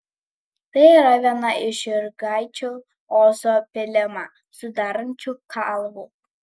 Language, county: Lithuanian, Kaunas